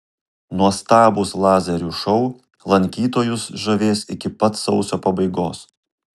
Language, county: Lithuanian, Kaunas